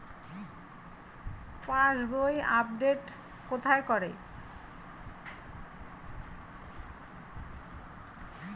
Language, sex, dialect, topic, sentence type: Bengali, female, Standard Colloquial, banking, question